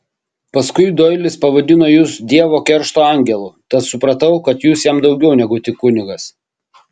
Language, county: Lithuanian, Kaunas